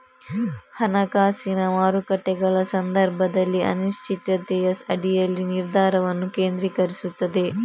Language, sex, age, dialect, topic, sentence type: Kannada, female, 60-100, Coastal/Dakshin, banking, statement